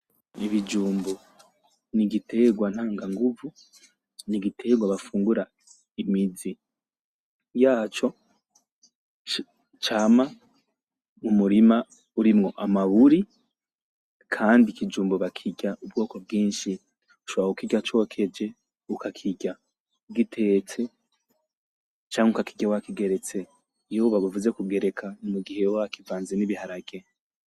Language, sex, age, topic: Rundi, male, 25-35, agriculture